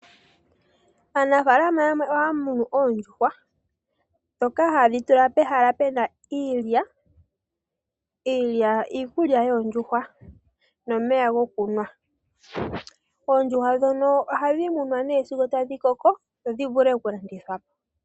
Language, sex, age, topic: Oshiwambo, male, 18-24, agriculture